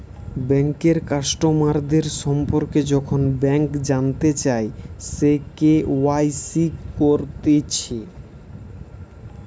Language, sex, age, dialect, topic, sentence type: Bengali, male, 18-24, Western, banking, statement